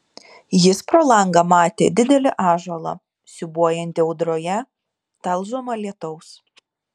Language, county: Lithuanian, Šiauliai